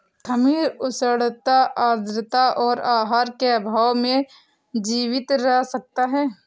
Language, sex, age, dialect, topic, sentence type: Hindi, female, 46-50, Awadhi Bundeli, agriculture, statement